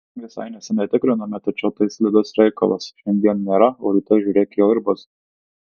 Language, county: Lithuanian, Tauragė